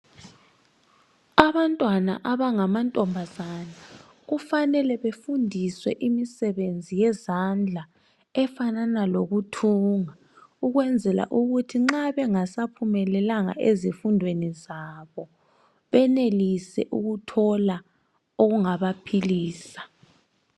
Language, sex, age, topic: North Ndebele, male, 18-24, education